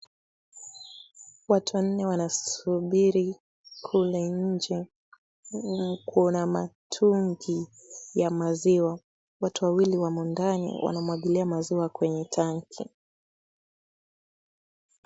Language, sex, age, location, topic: Swahili, female, 18-24, Kisumu, agriculture